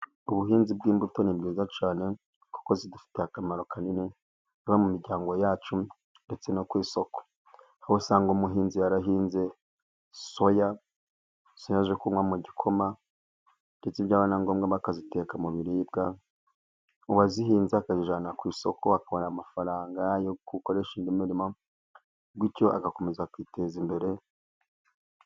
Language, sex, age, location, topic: Kinyarwanda, male, 25-35, Burera, agriculture